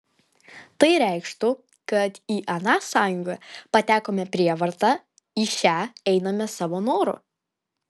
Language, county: Lithuanian, Kaunas